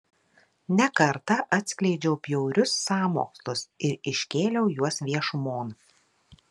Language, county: Lithuanian, Marijampolė